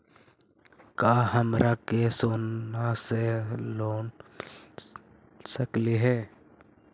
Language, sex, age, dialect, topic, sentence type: Magahi, male, 51-55, Central/Standard, banking, question